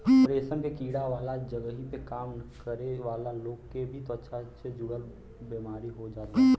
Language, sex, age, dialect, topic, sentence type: Bhojpuri, male, 18-24, Western, agriculture, statement